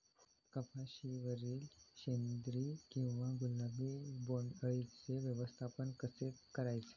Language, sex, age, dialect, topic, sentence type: Marathi, male, 18-24, Standard Marathi, agriculture, question